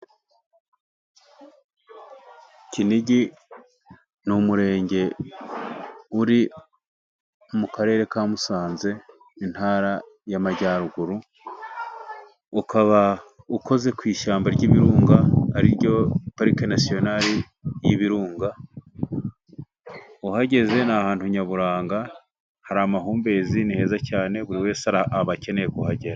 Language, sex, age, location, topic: Kinyarwanda, male, 36-49, Musanze, finance